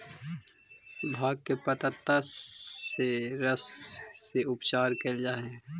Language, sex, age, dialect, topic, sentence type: Magahi, male, 25-30, Central/Standard, agriculture, statement